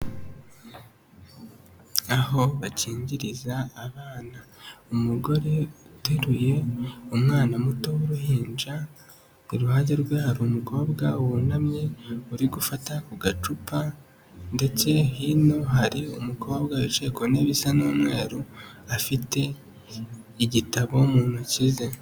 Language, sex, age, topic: Kinyarwanda, male, 18-24, health